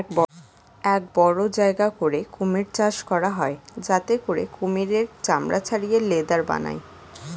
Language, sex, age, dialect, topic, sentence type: Bengali, female, 18-24, Standard Colloquial, agriculture, statement